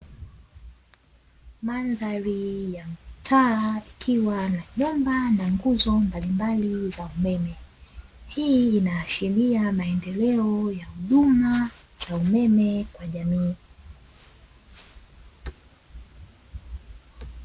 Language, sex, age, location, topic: Swahili, female, 25-35, Dar es Salaam, government